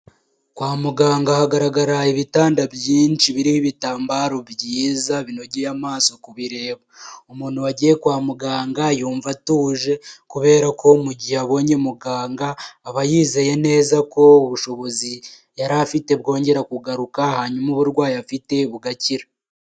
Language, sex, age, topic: Kinyarwanda, male, 18-24, health